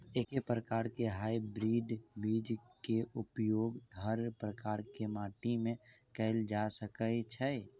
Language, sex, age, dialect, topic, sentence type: Maithili, male, 51-55, Southern/Standard, agriculture, question